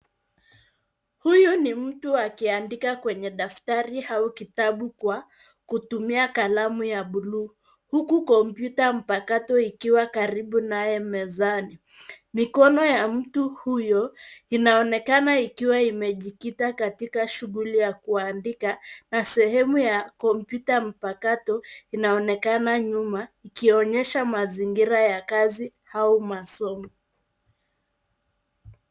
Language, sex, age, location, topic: Swahili, female, 25-35, Nairobi, education